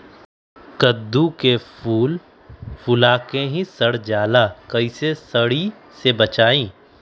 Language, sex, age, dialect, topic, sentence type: Magahi, male, 25-30, Western, agriculture, question